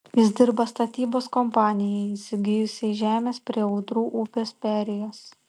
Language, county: Lithuanian, Šiauliai